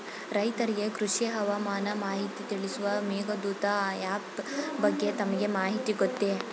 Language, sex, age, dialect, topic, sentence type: Kannada, female, 18-24, Mysore Kannada, agriculture, question